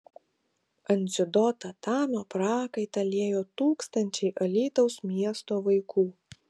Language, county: Lithuanian, Kaunas